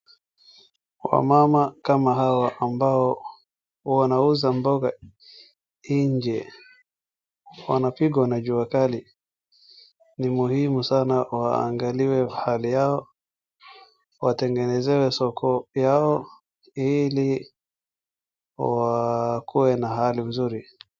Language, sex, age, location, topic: Swahili, male, 18-24, Wajir, finance